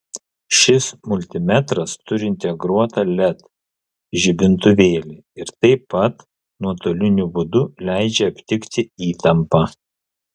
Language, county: Lithuanian, Kaunas